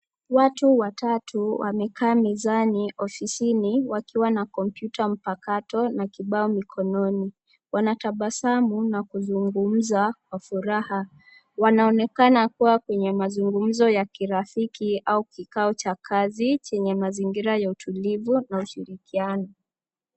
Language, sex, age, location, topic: Swahili, female, 25-35, Nairobi, education